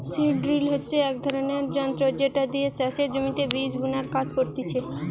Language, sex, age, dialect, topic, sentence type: Bengali, female, 18-24, Western, agriculture, statement